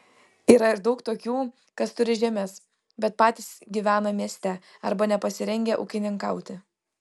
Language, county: Lithuanian, Panevėžys